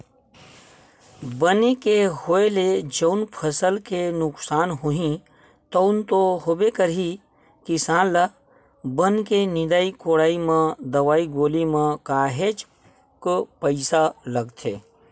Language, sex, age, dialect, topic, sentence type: Chhattisgarhi, male, 36-40, Western/Budati/Khatahi, agriculture, statement